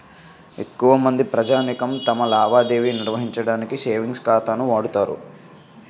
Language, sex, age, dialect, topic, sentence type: Telugu, male, 18-24, Utterandhra, banking, statement